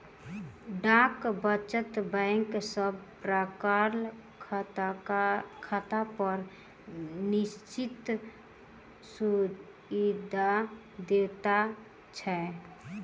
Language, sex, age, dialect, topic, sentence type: Maithili, female, 18-24, Southern/Standard, banking, statement